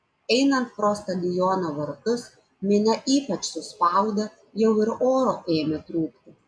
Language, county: Lithuanian, Klaipėda